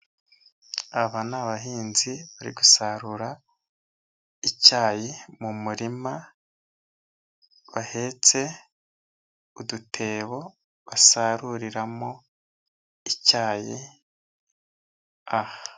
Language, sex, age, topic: Kinyarwanda, male, 25-35, agriculture